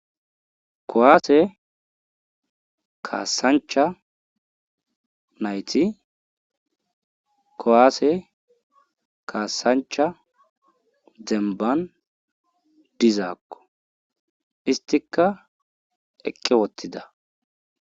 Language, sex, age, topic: Gamo, male, 18-24, government